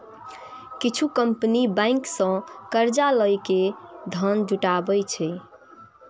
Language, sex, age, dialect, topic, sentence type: Maithili, female, 18-24, Eastern / Thethi, banking, statement